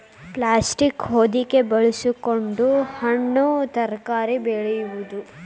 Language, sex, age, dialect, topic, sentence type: Kannada, male, 18-24, Dharwad Kannada, agriculture, statement